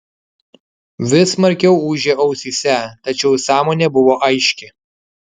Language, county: Lithuanian, Kaunas